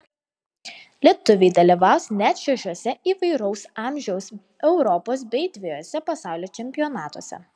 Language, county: Lithuanian, Vilnius